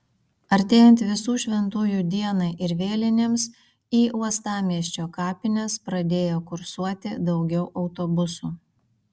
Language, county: Lithuanian, Vilnius